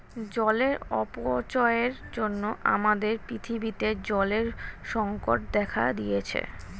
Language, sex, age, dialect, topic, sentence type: Bengali, female, 36-40, Standard Colloquial, agriculture, statement